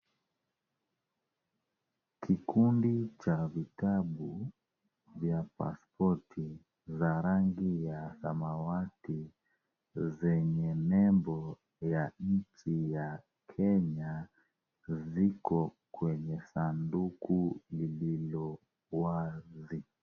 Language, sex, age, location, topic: Swahili, male, 36-49, Kisumu, government